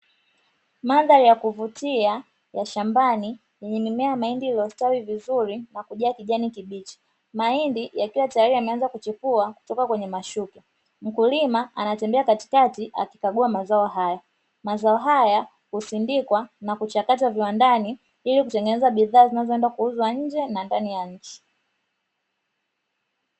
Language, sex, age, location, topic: Swahili, female, 25-35, Dar es Salaam, agriculture